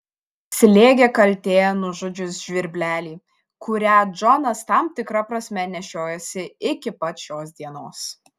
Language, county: Lithuanian, Šiauliai